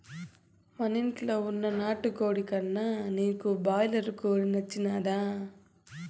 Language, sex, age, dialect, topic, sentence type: Telugu, female, 18-24, Southern, agriculture, statement